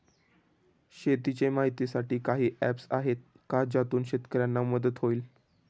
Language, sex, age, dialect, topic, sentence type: Marathi, male, 18-24, Standard Marathi, agriculture, question